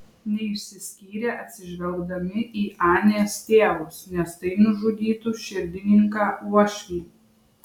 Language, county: Lithuanian, Vilnius